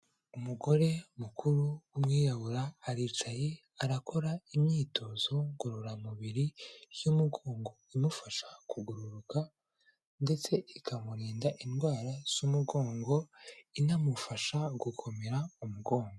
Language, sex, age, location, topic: Kinyarwanda, male, 18-24, Kigali, health